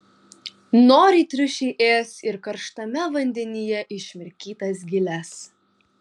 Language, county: Lithuanian, Kaunas